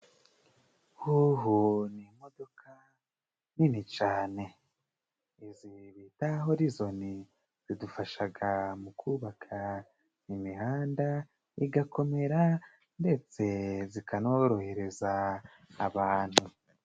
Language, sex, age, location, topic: Kinyarwanda, male, 25-35, Musanze, government